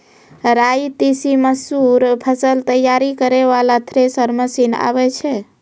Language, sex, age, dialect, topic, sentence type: Maithili, female, 25-30, Angika, agriculture, question